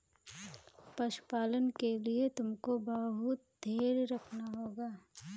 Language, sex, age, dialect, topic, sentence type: Hindi, female, 18-24, Kanauji Braj Bhasha, agriculture, statement